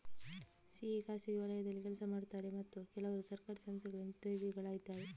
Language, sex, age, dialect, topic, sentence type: Kannada, female, 18-24, Coastal/Dakshin, banking, statement